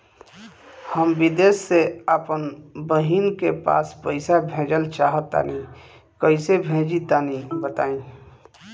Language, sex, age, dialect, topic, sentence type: Bhojpuri, male, 31-35, Southern / Standard, banking, question